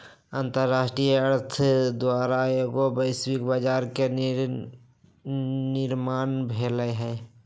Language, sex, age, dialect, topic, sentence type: Magahi, male, 56-60, Western, banking, statement